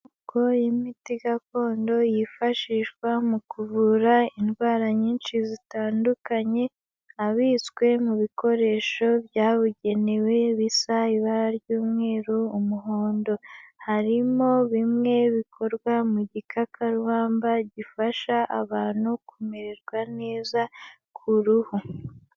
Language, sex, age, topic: Kinyarwanda, female, 18-24, health